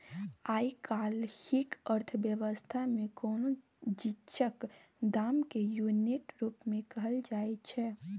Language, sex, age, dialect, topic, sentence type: Maithili, female, 18-24, Bajjika, banking, statement